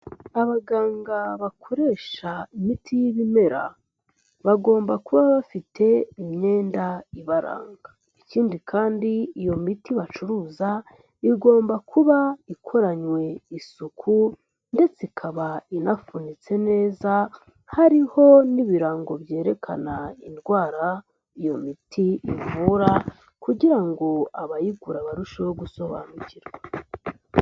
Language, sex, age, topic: Kinyarwanda, male, 25-35, health